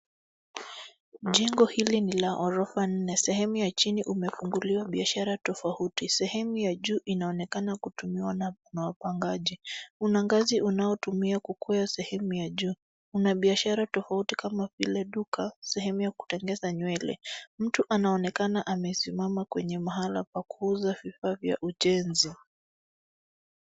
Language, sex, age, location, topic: Swahili, female, 25-35, Nairobi, finance